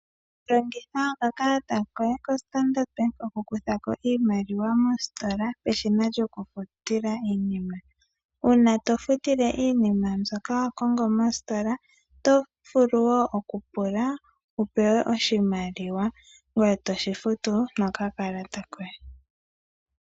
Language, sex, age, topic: Oshiwambo, female, 18-24, finance